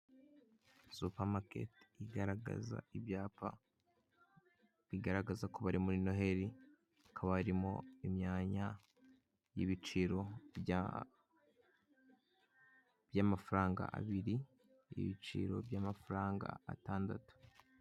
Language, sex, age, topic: Kinyarwanda, male, 18-24, finance